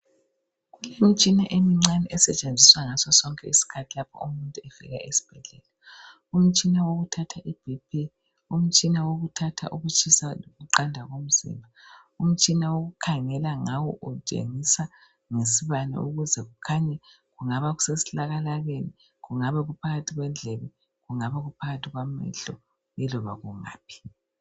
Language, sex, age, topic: North Ndebele, female, 25-35, health